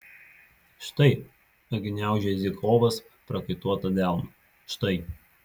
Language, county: Lithuanian, Vilnius